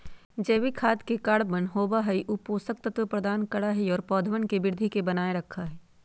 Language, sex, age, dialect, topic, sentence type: Magahi, female, 60-100, Western, agriculture, statement